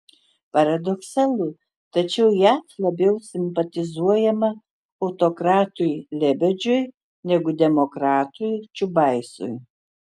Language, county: Lithuanian, Utena